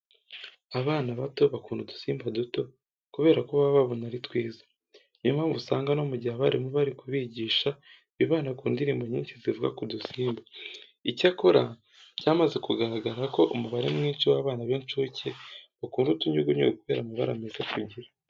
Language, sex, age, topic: Kinyarwanda, male, 18-24, education